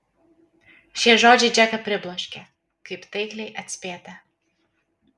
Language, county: Lithuanian, Kaunas